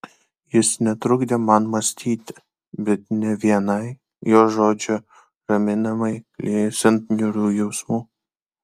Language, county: Lithuanian, Kaunas